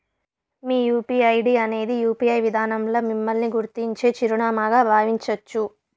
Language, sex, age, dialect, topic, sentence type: Telugu, female, 25-30, Southern, banking, statement